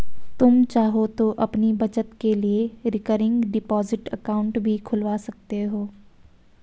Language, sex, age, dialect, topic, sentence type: Hindi, female, 56-60, Marwari Dhudhari, banking, statement